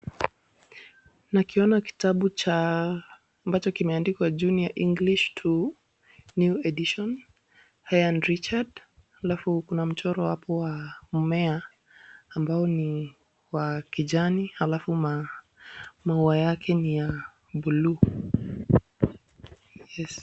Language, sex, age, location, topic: Swahili, female, 18-24, Kisumu, education